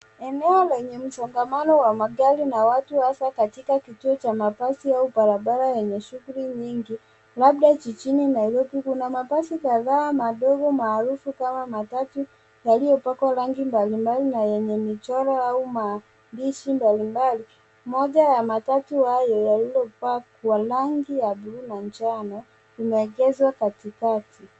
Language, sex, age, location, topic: Swahili, male, 18-24, Nairobi, government